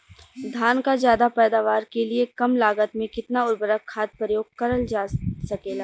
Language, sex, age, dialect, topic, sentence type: Bhojpuri, female, 18-24, Western, agriculture, question